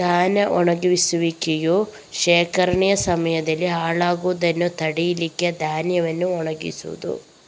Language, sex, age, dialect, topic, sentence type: Kannada, female, 18-24, Coastal/Dakshin, agriculture, statement